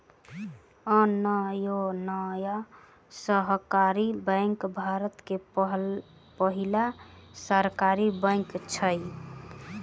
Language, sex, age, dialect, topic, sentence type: Maithili, female, 18-24, Southern/Standard, banking, statement